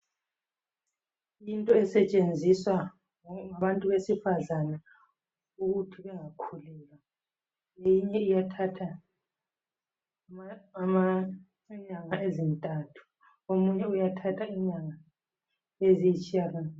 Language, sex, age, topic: North Ndebele, female, 36-49, health